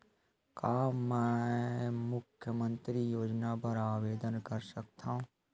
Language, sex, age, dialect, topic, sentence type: Chhattisgarhi, male, 25-30, Western/Budati/Khatahi, banking, question